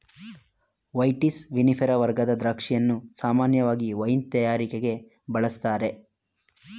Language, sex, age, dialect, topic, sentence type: Kannada, male, 25-30, Mysore Kannada, agriculture, statement